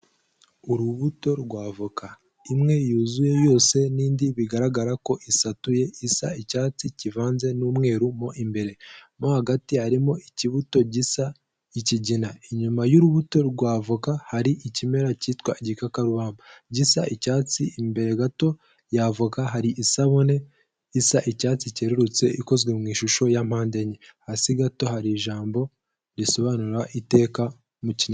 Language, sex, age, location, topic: Kinyarwanda, male, 18-24, Kigali, health